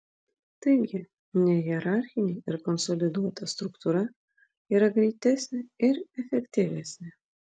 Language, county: Lithuanian, Vilnius